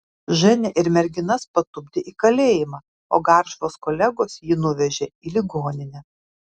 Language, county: Lithuanian, Kaunas